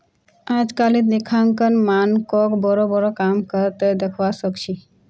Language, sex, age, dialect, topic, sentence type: Magahi, female, 18-24, Northeastern/Surjapuri, banking, statement